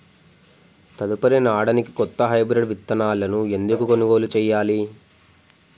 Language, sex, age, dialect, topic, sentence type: Telugu, male, 18-24, Telangana, agriculture, question